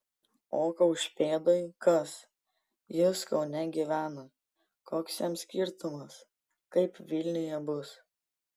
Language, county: Lithuanian, Panevėžys